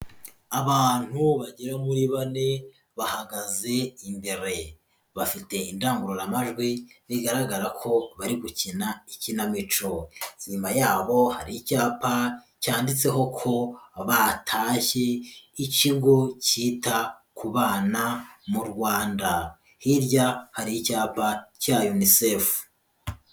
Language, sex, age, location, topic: Kinyarwanda, male, 18-24, Huye, health